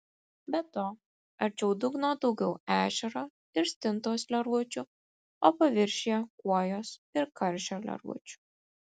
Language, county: Lithuanian, Kaunas